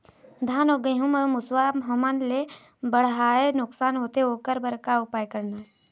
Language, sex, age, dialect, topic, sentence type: Chhattisgarhi, female, 18-24, Eastern, agriculture, question